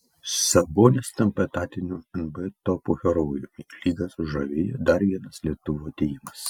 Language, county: Lithuanian, Kaunas